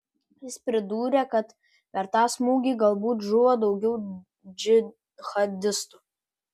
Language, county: Lithuanian, Kaunas